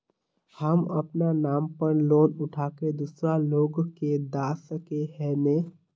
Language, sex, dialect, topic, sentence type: Magahi, male, Northeastern/Surjapuri, banking, question